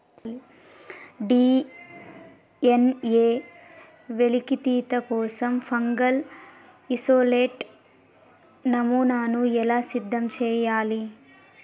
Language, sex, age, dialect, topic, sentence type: Telugu, female, 18-24, Telangana, agriculture, question